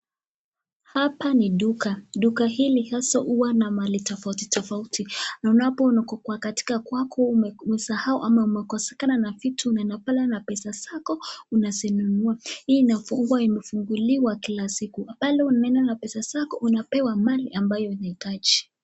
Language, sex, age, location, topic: Swahili, female, 18-24, Nakuru, health